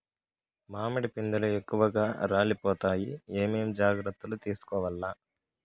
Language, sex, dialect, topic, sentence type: Telugu, male, Southern, agriculture, question